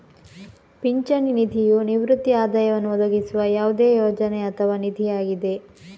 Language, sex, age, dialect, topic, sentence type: Kannada, female, 18-24, Coastal/Dakshin, banking, statement